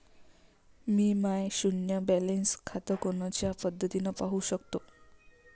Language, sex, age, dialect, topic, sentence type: Marathi, female, 25-30, Varhadi, banking, question